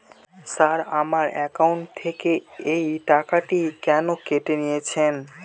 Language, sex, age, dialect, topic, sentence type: Bengali, male, 18-24, Northern/Varendri, banking, question